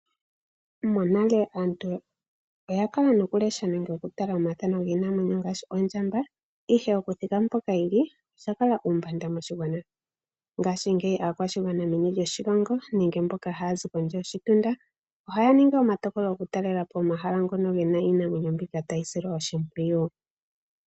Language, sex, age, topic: Oshiwambo, female, 25-35, agriculture